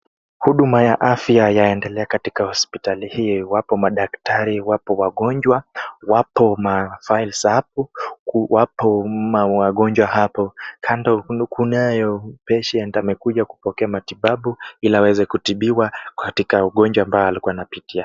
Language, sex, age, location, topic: Swahili, male, 18-24, Kisumu, health